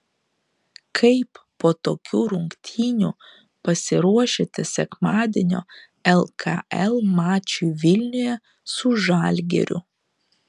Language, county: Lithuanian, Šiauliai